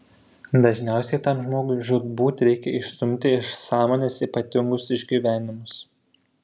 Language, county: Lithuanian, Šiauliai